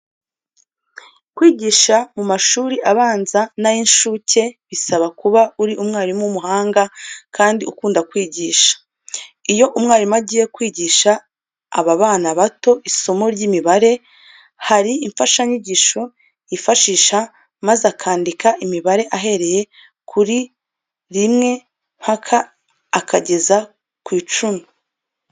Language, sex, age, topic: Kinyarwanda, female, 25-35, education